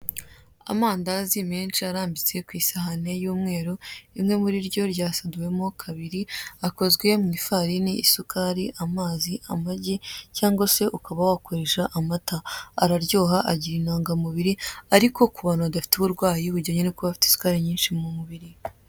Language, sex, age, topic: Kinyarwanda, female, 18-24, finance